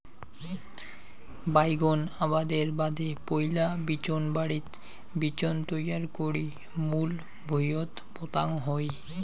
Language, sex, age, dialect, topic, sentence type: Bengali, male, 60-100, Rajbangshi, agriculture, statement